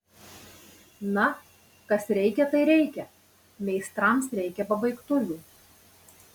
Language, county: Lithuanian, Marijampolė